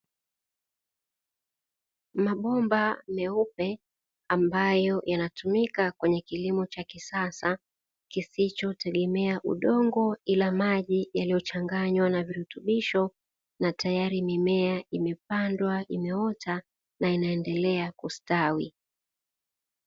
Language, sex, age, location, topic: Swahili, female, 25-35, Dar es Salaam, agriculture